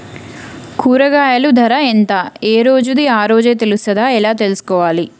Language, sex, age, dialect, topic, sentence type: Telugu, female, 31-35, Telangana, agriculture, question